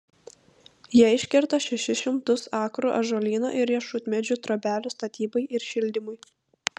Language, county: Lithuanian, Vilnius